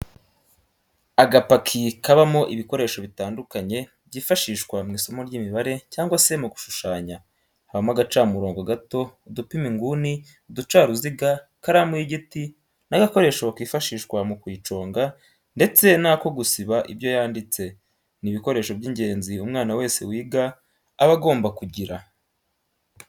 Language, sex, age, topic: Kinyarwanda, male, 18-24, education